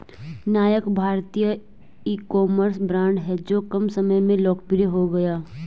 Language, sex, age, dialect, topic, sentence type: Hindi, female, 18-24, Garhwali, banking, statement